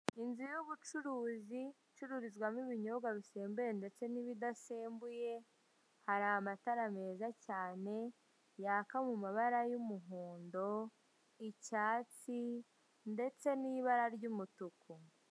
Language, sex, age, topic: Kinyarwanda, female, 18-24, finance